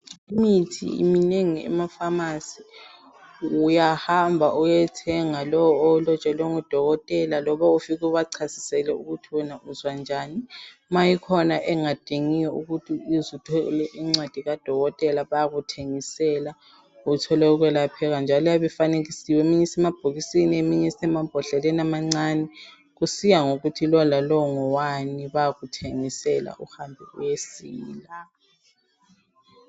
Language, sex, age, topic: North Ndebele, female, 18-24, health